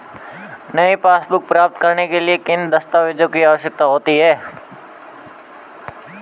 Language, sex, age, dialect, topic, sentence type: Hindi, male, 18-24, Marwari Dhudhari, banking, question